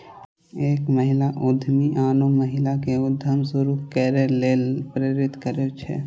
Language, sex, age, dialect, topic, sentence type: Maithili, male, 18-24, Eastern / Thethi, banking, statement